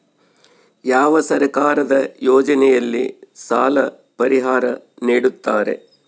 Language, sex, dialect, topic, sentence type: Kannada, male, Central, agriculture, question